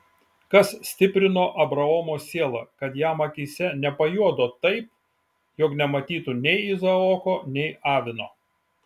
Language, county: Lithuanian, Šiauliai